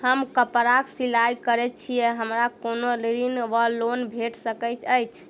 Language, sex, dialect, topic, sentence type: Maithili, female, Southern/Standard, banking, question